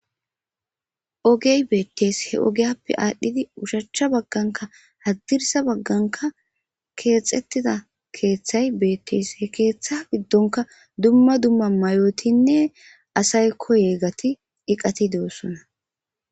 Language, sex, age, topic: Gamo, male, 18-24, government